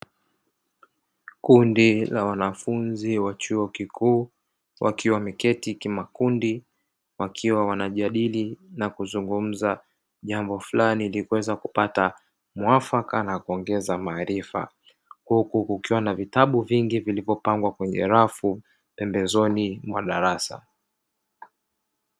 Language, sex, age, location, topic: Swahili, male, 36-49, Dar es Salaam, education